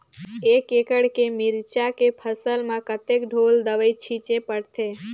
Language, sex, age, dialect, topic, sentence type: Chhattisgarhi, female, 18-24, Northern/Bhandar, agriculture, question